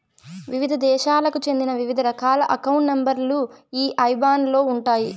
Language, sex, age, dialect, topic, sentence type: Telugu, female, 18-24, Southern, banking, statement